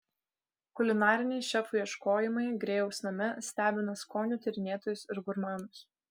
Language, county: Lithuanian, Kaunas